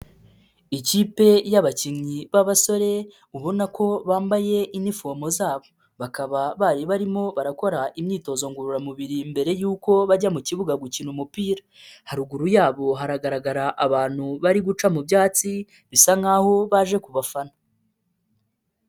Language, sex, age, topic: Kinyarwanda, male, 25-35, government